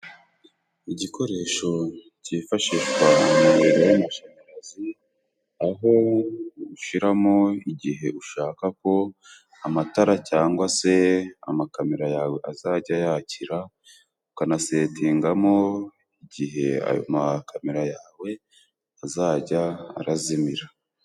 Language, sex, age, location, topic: Kinyarwanda, male, 18-24, Burera, government